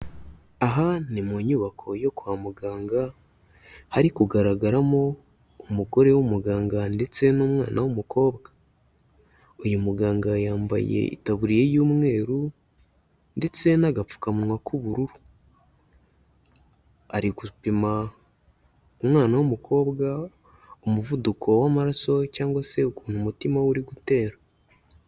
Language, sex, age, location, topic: Kinyarwanda, male, 18-24, Kigali, health